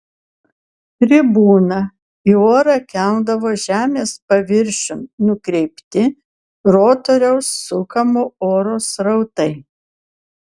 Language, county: Lithuanian, Kaunas